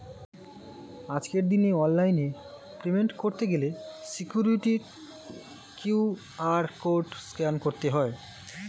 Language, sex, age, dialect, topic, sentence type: Bengali, male, 25-30, Standard Colloquial, banking, statement